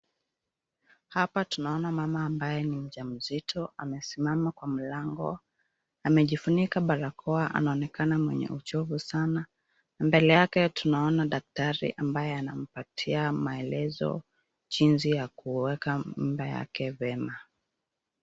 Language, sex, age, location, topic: Swahili, female, 25-35, Nairobi, health